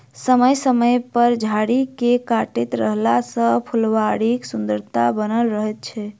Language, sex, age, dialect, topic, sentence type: Maithili, female, 25-30, Southern/Standard, agriculture, statement